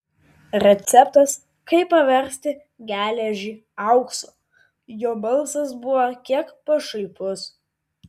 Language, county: Lithuanian, Vilnius